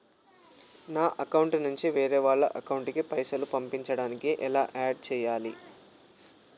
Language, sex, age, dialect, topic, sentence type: Telugu, male, 18-24, Telangana, banking, question